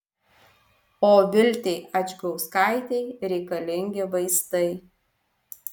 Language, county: Lithuanian, Alytus